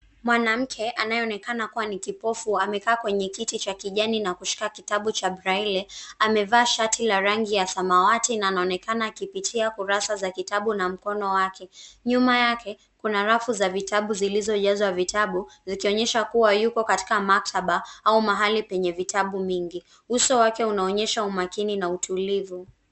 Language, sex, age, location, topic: Swahili, female, 18-24, Nairobi, education